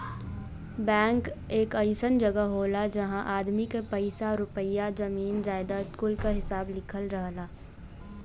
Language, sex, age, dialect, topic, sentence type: Bhojpuri, female, 18-24, Western, banking, statement